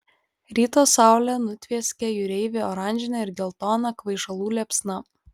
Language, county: Lithuanian, Vilnius